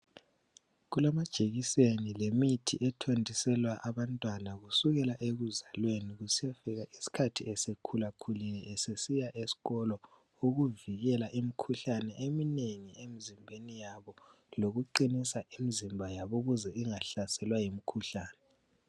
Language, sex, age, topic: North Ndebele, male, 18-24, health